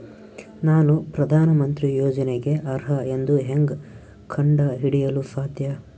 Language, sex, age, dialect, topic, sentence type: Kannada, male, 18-24, Northeastern, banking, question